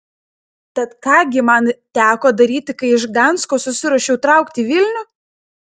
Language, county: Lithuanian, Klaipėda